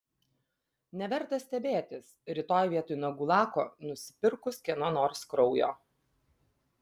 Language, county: Lithuanian, Vilnius